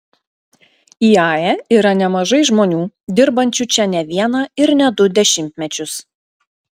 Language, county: Lithuanian, Klaipėda